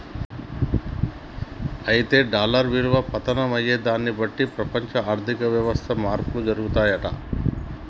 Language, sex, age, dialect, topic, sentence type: Telugu, male, 41-45, Telangana, banking, statement